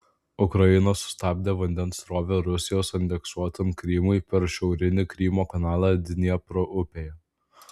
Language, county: Lithuanian, Vilnius